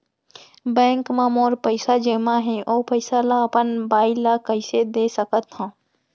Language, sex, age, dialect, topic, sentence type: Chhattisgarhi, female, 31-35, Central, banking, question